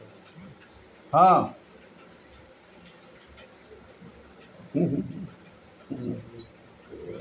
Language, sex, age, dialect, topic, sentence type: Bhojpuri, male, 51-55, Northern, agriculture, statement